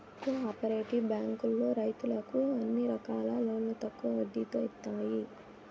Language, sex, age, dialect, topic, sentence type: Telugu, male, 18-24, Southern, banking, statement